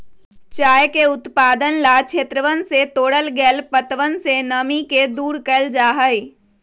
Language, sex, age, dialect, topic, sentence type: Magahi, female, 36-40, Western, agriculture, statement